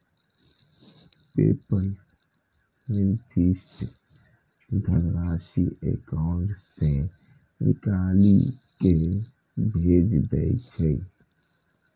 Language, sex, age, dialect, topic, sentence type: Maithili, male, 25-30, Eastern / Thethi, banking, statement